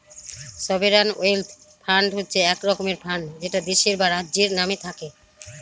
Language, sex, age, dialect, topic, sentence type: Bengali, female, 25-30, Northern/Varendri, banking, statement